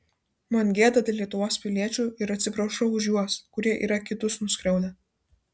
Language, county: Lithuanian, Vilnius